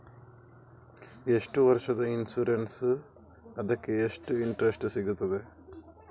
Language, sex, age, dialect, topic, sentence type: Kannada, male, 25-30, Coastal/Dakshin, banking, question